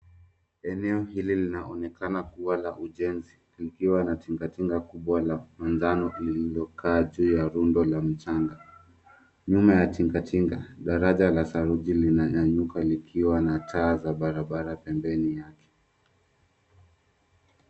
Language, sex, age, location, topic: Swahili, male, 25-35, Nairobi, government